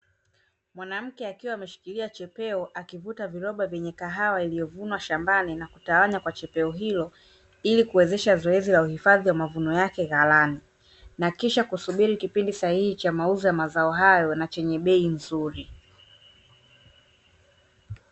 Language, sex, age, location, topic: Swahili, female, 25-35, Dar es Salaam, agriculture